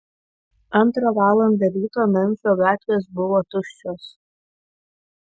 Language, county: Lithuanian, Kaunas